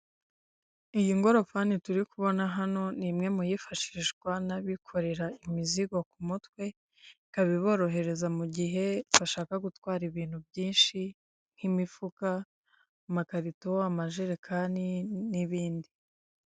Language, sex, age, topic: Kinyarwanda, female, 25-35, government